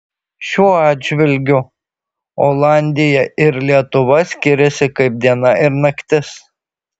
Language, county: Lithuanian, Šiauliai